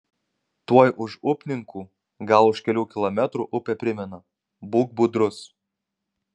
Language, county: Lithuanian, Kaunas